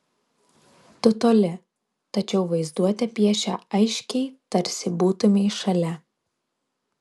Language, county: Lithuanian, Vilnius